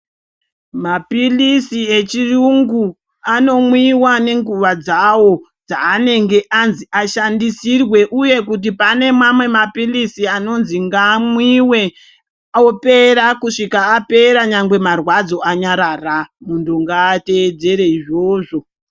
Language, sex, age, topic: Ndau, female, 36-49, health